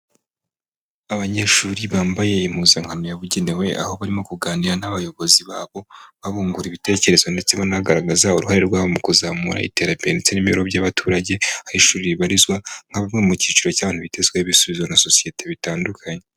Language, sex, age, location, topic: Kinyarwanda, male, 25-35, Huye, education